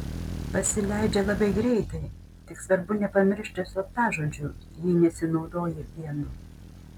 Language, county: Lithuanian, Panevėžys